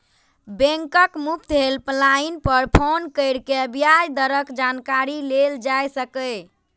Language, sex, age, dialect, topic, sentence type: Maithili, female, 18-24, Eastern / Thethi, banking, statement